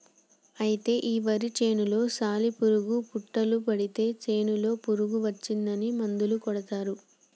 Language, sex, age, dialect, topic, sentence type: Telugu, female, 18-24, Telangana, agriculture, statement